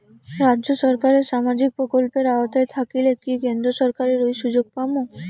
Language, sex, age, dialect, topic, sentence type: Bengali, female, 18-24, Rajbangshi, banking, question